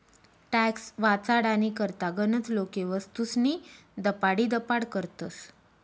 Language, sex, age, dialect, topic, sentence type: Marathi, female, 36-40, Northern Konkan, banking, statement